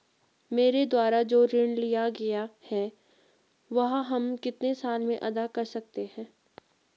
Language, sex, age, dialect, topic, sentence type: Hindi, female, 18-24, Garhwali, banking, question